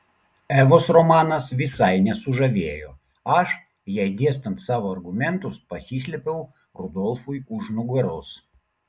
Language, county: Lithuanian, Klaipėda